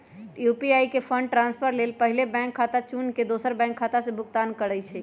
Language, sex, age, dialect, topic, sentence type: Magahi, female, 31-35, Western, banking, statement